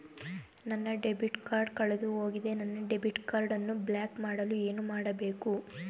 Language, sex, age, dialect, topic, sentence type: Kannada, female, 18-24, Mysore Kannada, banking, question